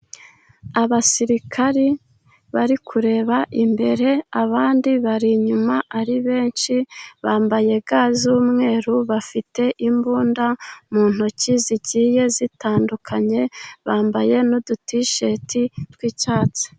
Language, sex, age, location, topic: Kinyarwanda, female, 25-35, Musanze, government